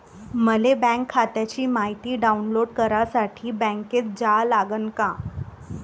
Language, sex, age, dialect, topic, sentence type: Marathi, male, 31-35, Varhadi, banking, question